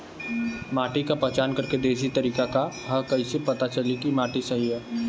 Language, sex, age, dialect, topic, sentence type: Bhojpuri, male, 18-24, Western, agriculture, question